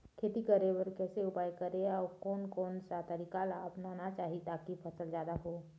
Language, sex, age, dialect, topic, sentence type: Chhattisgarhi, female, 46-50, Eastern, agriculture, question